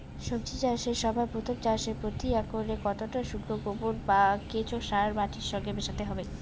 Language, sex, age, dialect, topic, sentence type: Bengali, female, 18-24, Rajbangshi, agriculture, question